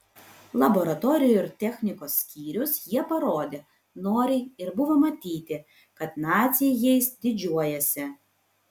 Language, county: Lithuanian, Vilnius